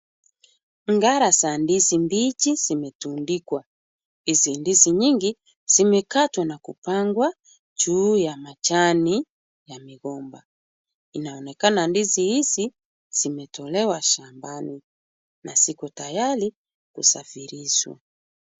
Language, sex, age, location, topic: Swahili, female, 36-49, Kisumu, agriculture